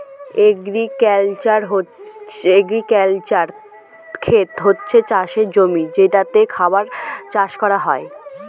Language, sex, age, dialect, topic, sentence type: Bengali, female, 18-24, Northern/Varendri, agriculture, statement